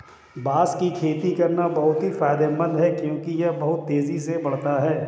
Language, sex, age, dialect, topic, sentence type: Hindi, male, 36-40, Hindustani Malvi Khadi Boli, agriculture, statement